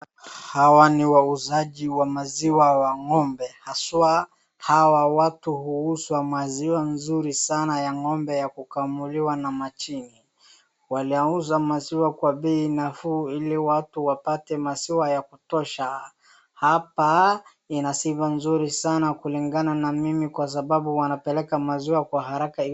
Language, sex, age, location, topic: Swahili, female, 25-35, Wajir, agriculture